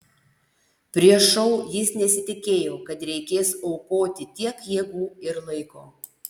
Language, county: Lithuanian, Panevėžys